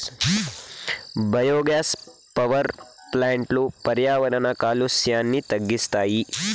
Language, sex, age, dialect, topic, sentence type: Telugu, male, 18-24, Southern, agriculture, statement